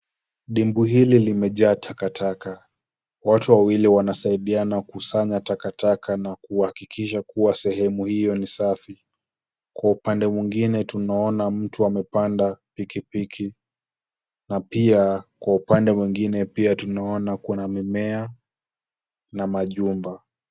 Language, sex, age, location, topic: Swahili, male, 18-24, Kisumu, health